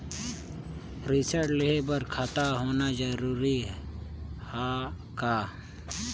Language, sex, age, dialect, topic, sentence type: Chhattisgarhi, male, 18-24, Northern/Bhandar, banking, question